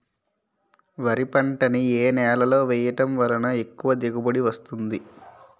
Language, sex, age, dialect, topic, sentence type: Telugu, male, 18-24, Utterandhra, agriculture, question